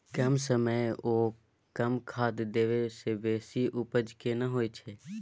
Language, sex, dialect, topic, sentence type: Maithili, male, Bajjika, agriculture, question